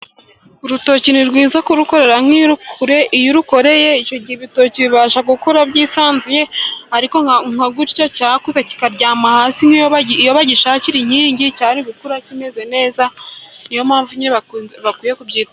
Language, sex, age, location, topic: Kinyarwanda, male, 18-24, Burera, agriculture